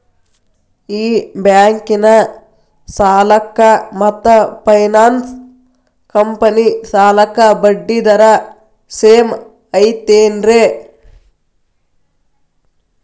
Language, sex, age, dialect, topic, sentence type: Kannada, female, 31-35, Dharwad Kannada, banking, question